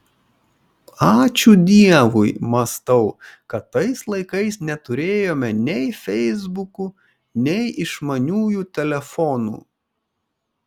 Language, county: Lithuanian, Kaunas